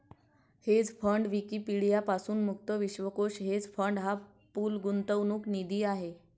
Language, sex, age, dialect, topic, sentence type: Marathi, male, 31-35, Varhadi, banking, statement